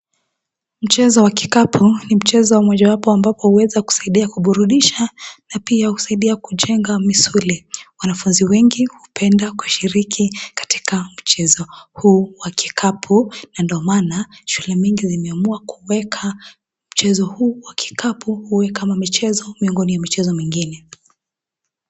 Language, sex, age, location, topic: Swahili, female, 18-24, Nairobi, education